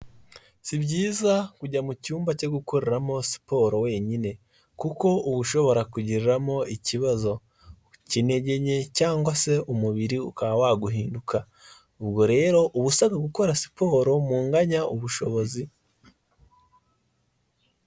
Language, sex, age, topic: Kinyarwanda, male, 18-24, health